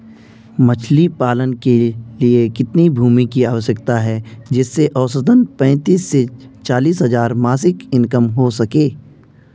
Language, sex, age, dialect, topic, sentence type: Hindi, male, 25-30, Garhwali, agriculture, question